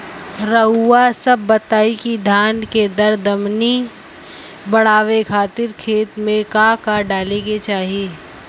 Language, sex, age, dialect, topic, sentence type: Bhojpuri, female, <18, Western, agriculture, question